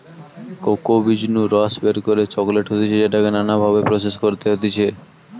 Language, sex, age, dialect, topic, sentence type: Bengali, male, 18-24, Western, agriculture, statement